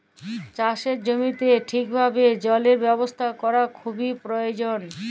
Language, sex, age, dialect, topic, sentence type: Bengali, female, <18, Jharkhandi, agriculture, statement